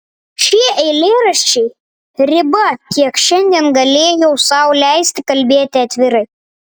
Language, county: Lithuanian, Vilnius